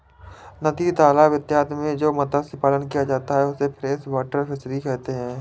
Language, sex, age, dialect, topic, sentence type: Hindi, male, 18-24, Awadhi Bundeli, agriculture, statement